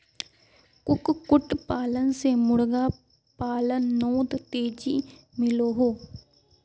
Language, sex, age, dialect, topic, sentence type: Magahi, female, 18-24, Northeastern/Surjapuri, agriculture, statement